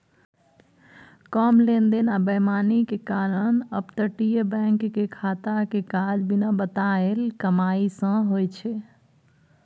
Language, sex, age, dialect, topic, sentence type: Maithili, female, 36-40, Bajjika, banking, statement